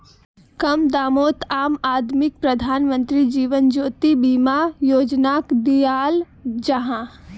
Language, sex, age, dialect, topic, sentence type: Magahi, female, 18-24, Northeastern/Surjapuri, banking, statement